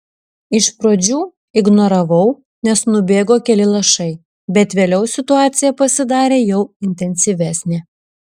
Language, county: Lithuanian, Šiauliai